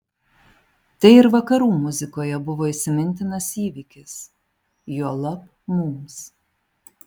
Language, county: Lithuanian, Panevėžys